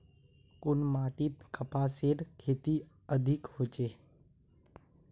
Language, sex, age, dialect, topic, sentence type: Magahi, male, 18-24, Northeastern/Surjapuri, agriculture, question